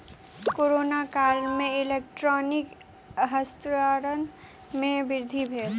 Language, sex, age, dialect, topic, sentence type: Maithili, female, 25-30, Southern/Standard, banking, statement